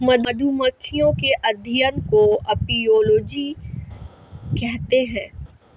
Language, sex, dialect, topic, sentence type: Hindi, female, Marwari Dhudhari, agriculture, statement